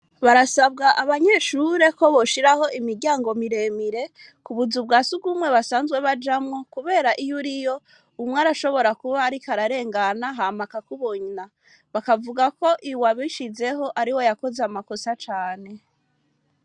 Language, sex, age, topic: Rundi, female, 25-35, education